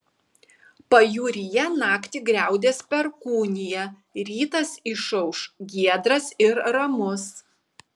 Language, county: Lithuanian, Kaunas